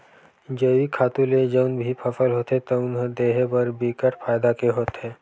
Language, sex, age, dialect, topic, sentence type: Chhattisgarhi, male, 18-24, Western/Budati/Khatahi, agriculture, statement